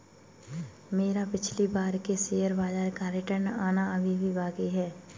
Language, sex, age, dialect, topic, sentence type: Hindi, female, 18-24, Kanauji Braj Bhasha, banking, statement